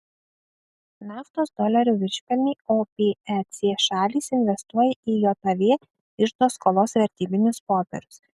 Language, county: Lithuanian, Kaunas